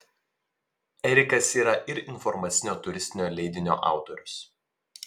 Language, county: Lithuanian, Vilnius